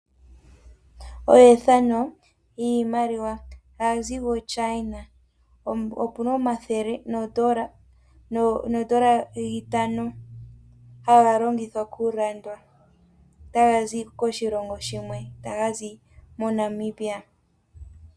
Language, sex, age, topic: Oshiwambo, female, 18-24, finance